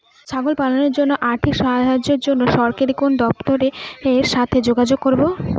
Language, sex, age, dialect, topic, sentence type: Bengali, female, 18-24, Northern/Varendri, agriculture, question